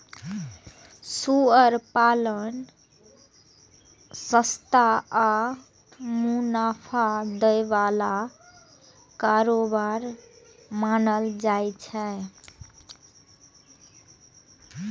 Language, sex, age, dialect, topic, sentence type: Maithili, female, 18-24, Eastern / Thethi, agriculture, statement